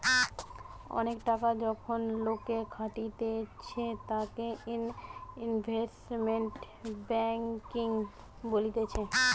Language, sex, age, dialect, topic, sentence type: Bengali, female, 18-24, Western, banking, statement